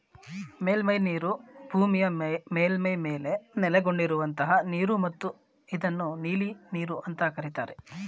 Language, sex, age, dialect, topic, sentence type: Kannada, male, 36-40, Mysore Kannada, agriculture, statement